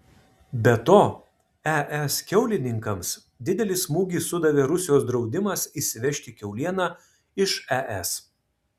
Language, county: Lithuanian, Kaunas